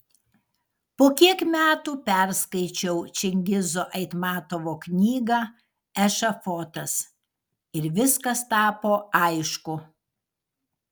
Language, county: Lithuanian, Kaunas